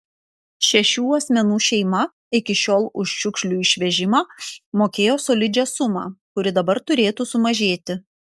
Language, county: Lithuanian, Panevėžys